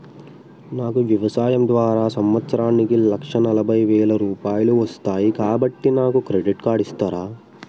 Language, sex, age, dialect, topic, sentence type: Telugu, male, 18-24, Telangana, banking, question